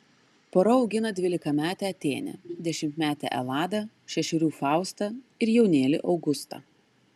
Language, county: Lithuanian, Klaipėda